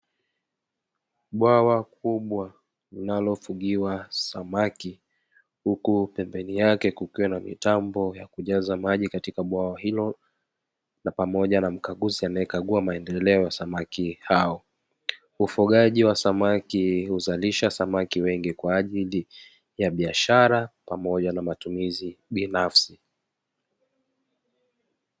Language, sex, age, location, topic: Swahili, male, 25-35, Dar es Salaam, agriculture